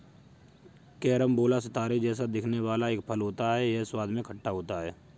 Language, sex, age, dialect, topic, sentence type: Hindi, male, 56-60, Kanauji Braj Bhasha, agriculture, statement